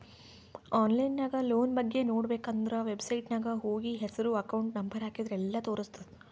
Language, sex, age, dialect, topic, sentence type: Kannada, female, 46-50, Northeastern, banking, statement